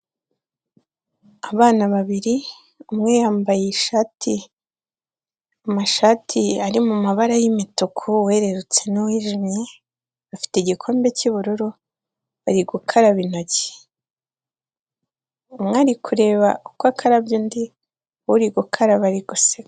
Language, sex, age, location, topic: Kinyarwanda, female, 18-24, Kigali, health